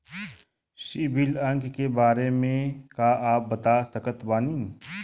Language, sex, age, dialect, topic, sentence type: Bhojpuri, male, 31-35, Western, banking, statement